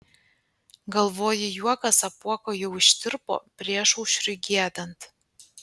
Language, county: Lithuanian, Panevėžys